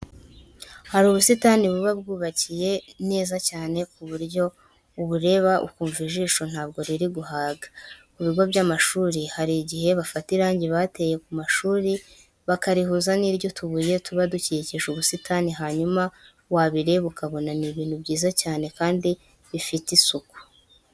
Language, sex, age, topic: Kinyarwanda, male, 18-24, education